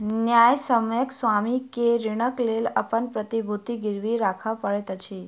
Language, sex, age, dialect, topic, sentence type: Maithili, female, 25-30, Southern/Standard, banking, statement